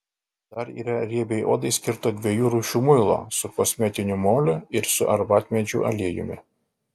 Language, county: Lithuanian, Alytus